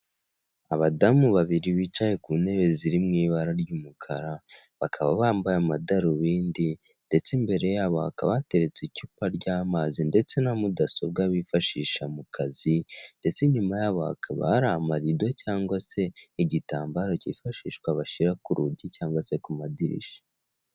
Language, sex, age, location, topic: Kinyarwanda, male, 18-24, Kigali, government